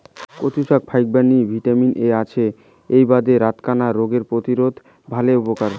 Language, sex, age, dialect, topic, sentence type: Bengali, male, 18-24, Rajbangshi, agriculture, statement